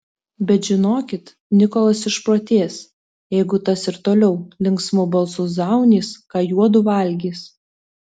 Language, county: Lithuanian, Telšiai